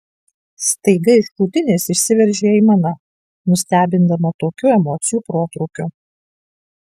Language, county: Lithuanian, Kaunas